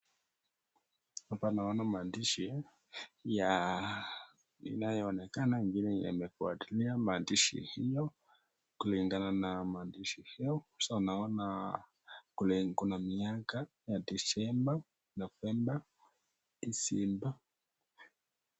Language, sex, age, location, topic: Swahili, male, 18-24, Nakuru, education